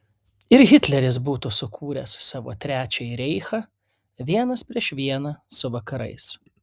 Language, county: Lithuanian, Kaunas